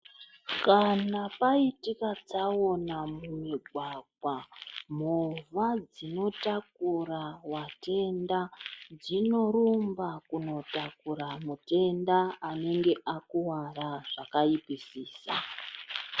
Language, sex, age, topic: Ndau, female, 36-49, health